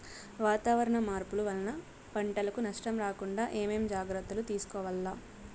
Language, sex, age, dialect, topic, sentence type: Telugu, female, 18-24, Southern, agriculture, question